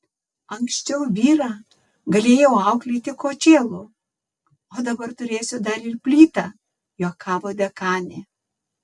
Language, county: Lithuanian, Tauragė